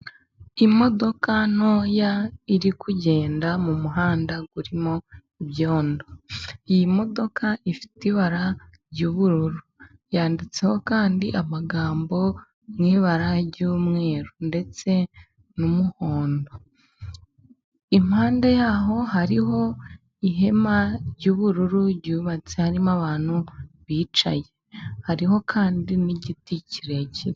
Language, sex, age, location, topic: Kinyarwanda, female, 18-24, Musanze, government